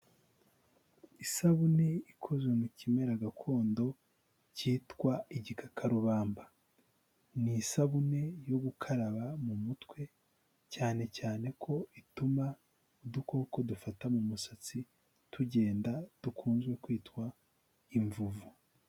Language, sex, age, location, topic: Kinyarwanda, male, 18-24, Huye, health